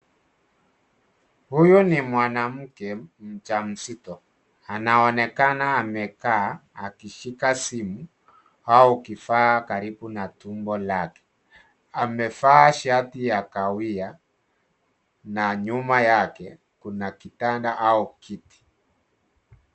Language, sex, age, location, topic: Swahili, male, 36-49, Nairobi, health